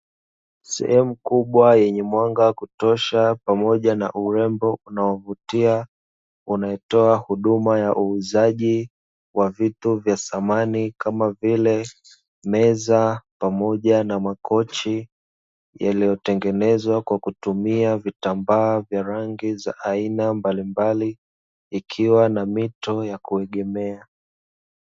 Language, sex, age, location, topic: Swahili, male, 25-35, Dar es Salaam, finance